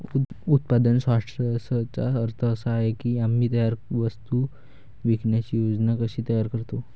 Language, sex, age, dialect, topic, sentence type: Marathi, male, 51-55, Varhadi, agriculture, statement